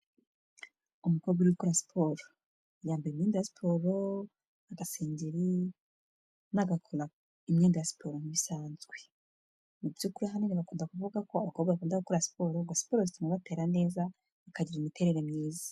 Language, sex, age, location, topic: Kinyarwanda, female, 25-35, Kigali, health